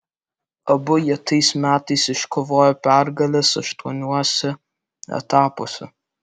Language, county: Lithuanian, Alytus